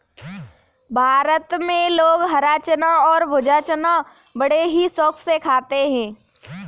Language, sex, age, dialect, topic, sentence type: Hindi, female, 18-24, Kanauji Braj Bhasha, agriculture, statement